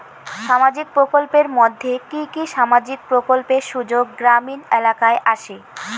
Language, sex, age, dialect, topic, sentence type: Bengali, female, 18-24, Rajbangshi, banking, question